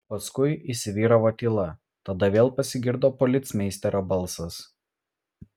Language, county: Lithuanian, Vilnius